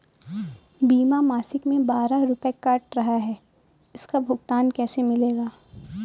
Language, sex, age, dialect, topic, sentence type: Hindi, female, 18-24, Awadhi Bundeli, banking, question